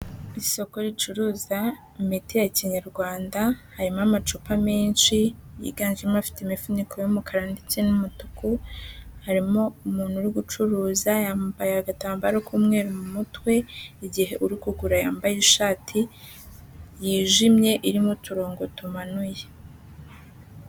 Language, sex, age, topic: Kinyarwanda, female, 18-24, health